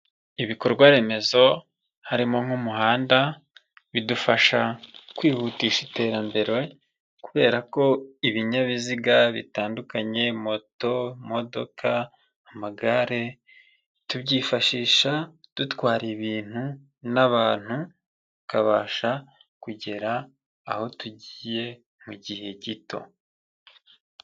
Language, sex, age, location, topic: Kinyarwanda, male, 25-35, Nyagatare, government